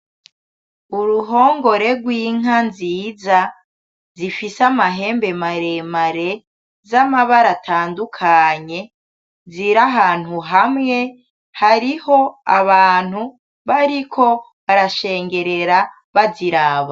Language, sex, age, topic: Rundi, female, 25-35, agriculture